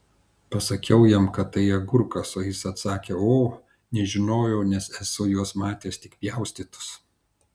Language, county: Lithuanian, Kaunas